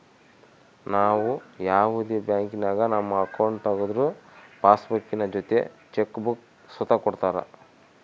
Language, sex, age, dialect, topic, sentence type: Kannada, male, 36-40, Central, banking, statement